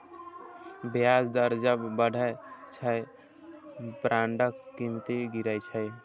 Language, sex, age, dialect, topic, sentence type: Maithili, male, 18-24, Eastern / Thethi, banking, statement